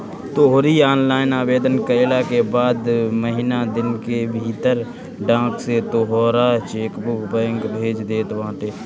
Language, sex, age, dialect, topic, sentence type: Bhojpuri, male, 18-24, Northern, banking, statement